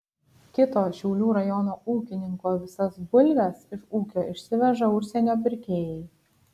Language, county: Lithuanian, Kaunas